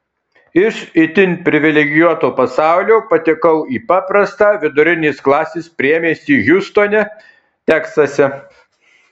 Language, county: Lithuanian, Kaunas